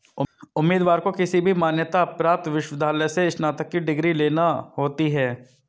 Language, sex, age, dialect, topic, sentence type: Hindi, male, 25-30, Hindustani Malvi Khadi Boli, banking, statement